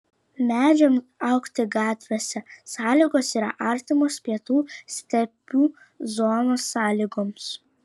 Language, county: Lithuanian, Vilnius